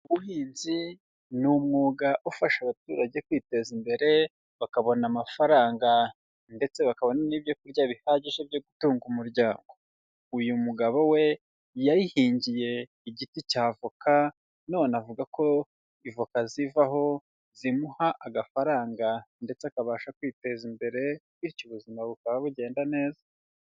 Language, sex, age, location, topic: Kinyarwanda, male, 25-35, Huye, agriculture